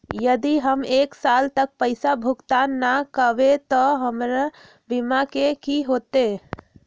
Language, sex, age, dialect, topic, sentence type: Magahi, female, 25-30, Western, banking, question